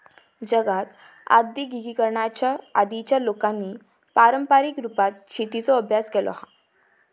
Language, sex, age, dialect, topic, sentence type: Marathi, female, 18-24, Southern Konkan, agriculture, statement